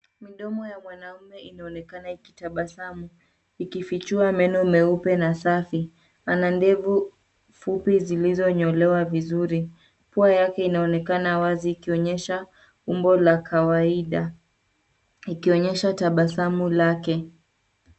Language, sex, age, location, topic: Swahili, female, 36-49, Nairobi, health